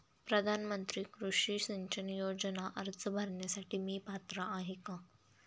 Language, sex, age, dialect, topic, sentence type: Marathi, female, 31-35, Standard Marathi, agriculture, question